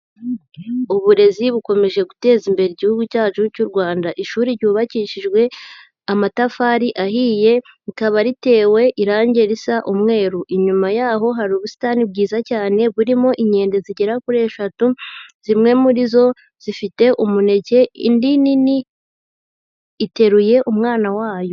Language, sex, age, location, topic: Kinyarwanda, female, 18-24, Huye, agriculture